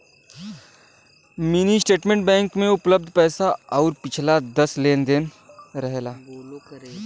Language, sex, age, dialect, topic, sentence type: Bhojpuri, male, 18-24, Western, banking, statement